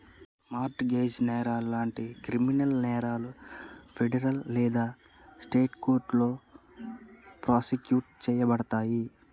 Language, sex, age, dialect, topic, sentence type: Telugu, male, 31-35, Telangana, banking, statement